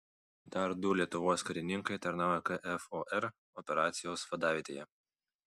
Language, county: Lithuanian, Vilnius